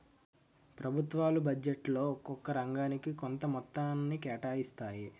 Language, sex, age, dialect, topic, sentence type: Telugu, male, 18-24, Utterandhra, banking, statement